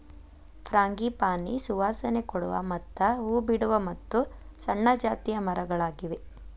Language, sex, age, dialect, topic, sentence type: Kannada, female, 18-24, Dharwad Kannada, agriculture, statement